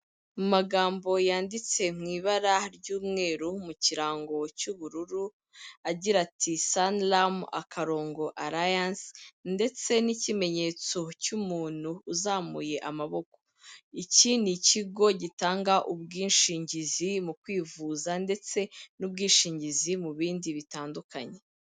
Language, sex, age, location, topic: Kinyarwanda, female, 25-35, Kigali, finance